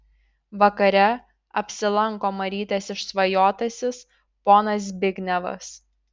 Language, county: Lithuanian, Šiauliai